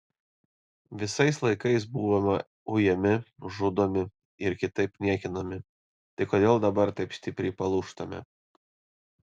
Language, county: Lithuanian, Panevėžys